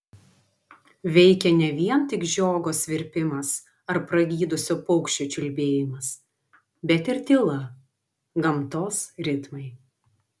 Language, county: Lithuanian, Vilnius